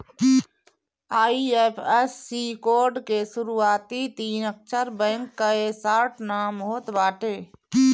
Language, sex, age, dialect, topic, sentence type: Bhojpuri, female, 31-35, Northern, banking, statement